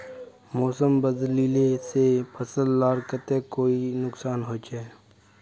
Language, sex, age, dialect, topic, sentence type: Magahi, male, 18-24, Northeastern/Surjapuri, agriculture, question